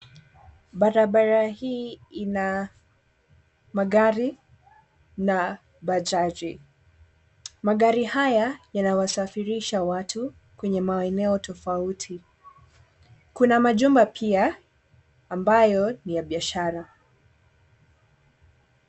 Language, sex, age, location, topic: Swahili, female, 18-24, Mombasa, government